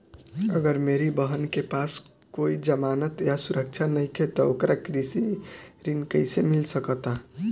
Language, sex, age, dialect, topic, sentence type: Bhojpuri, male, <18, Northern, agriculture, statement